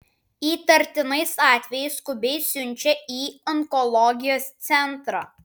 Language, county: Lithuanian, Klaipėda